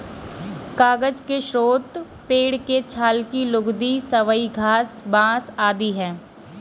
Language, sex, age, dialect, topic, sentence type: Hindi, female, 18-24, Kanauji Braj Bhasha, agriculture, statement